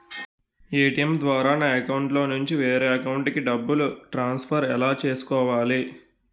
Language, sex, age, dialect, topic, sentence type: Telugu, male, 18-24, Utterandhra, banking, question